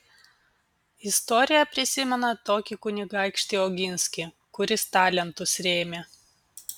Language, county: Lithuanian, Vilnius